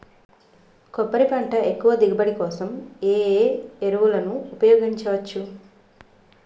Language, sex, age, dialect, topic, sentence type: Telugu, female, 36-40, Utterandhra, agriculture, question